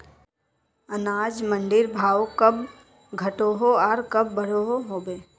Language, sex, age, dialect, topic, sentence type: Magahi, female, 18-24, Northeastern/Surjapuri, agriculture, question